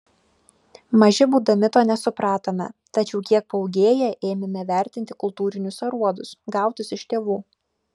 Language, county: Lithuanian, Klaipėda